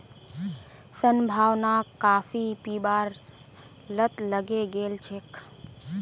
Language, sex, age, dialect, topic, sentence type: Magahi, female, 18-24, Northeastern/Surjapuri, agriculture, statement